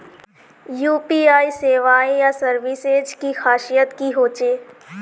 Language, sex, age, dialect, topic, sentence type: Magahi, female, 18-24, Northeastern/Surjapuri, banking, question